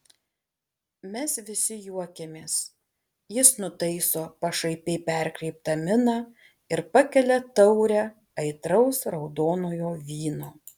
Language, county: Lithuanian, Alytus